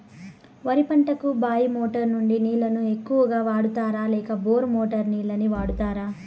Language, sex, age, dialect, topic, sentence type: Telugu, male, 18-24, Southern, agriculture, question